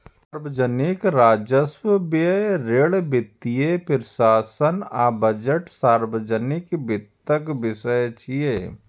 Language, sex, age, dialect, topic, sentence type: Maithili, male, 31-35, Eastern / Thethi, banking, statement